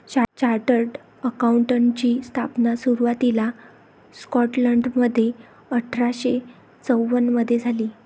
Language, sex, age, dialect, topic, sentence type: Marathi, female, 25-30, Varhadi, banking, statement